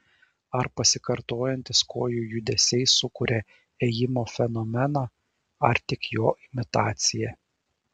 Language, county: Lithuanian, Šiauliai